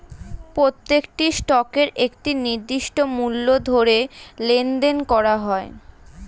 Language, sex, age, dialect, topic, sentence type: Bengali, female, 36-40, Standard Colloquial, banking, statement